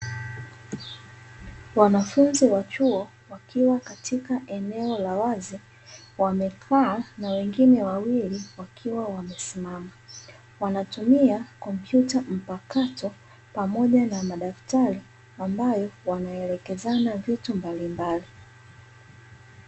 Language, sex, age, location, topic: Swahili, female, 25-35, Dar es Salaam, education